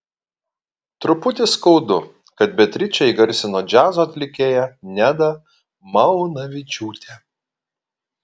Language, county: Lithuanian, Kaunas